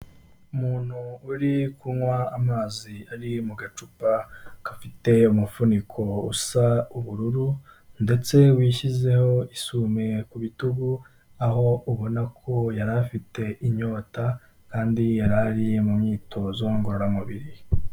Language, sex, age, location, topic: Kinyarwanda, male, 18-24, Kigali, health